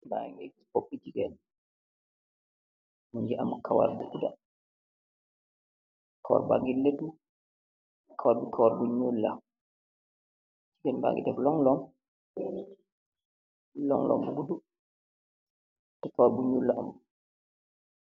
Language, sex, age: Wolof, male, 36-49